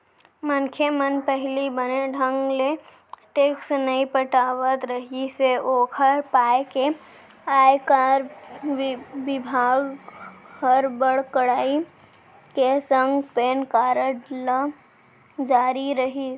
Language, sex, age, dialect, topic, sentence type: Chhattisgarhi, female, 18-24, Central, banking, statement